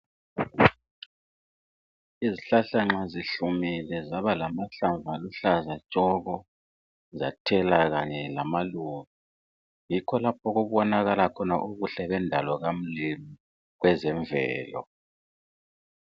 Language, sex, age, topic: North Ndebele, male, 36-49, health